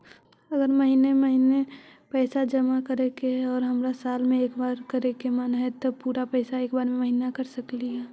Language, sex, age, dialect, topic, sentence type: Magahi, female, 25-30, Central/Standard, banking, question